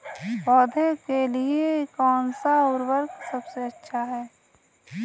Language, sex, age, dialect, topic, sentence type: Hindi, female, 25-30, Kanauji Braj Bhasha, agriculture, question